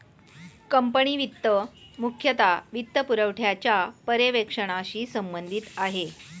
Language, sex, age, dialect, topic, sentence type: Marathi, female, 41-45, Standard Marathi, banking, statement